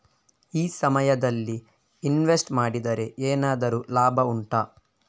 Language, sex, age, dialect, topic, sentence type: Kannada, male, 18-24, Coastal/Dakshin, banking, question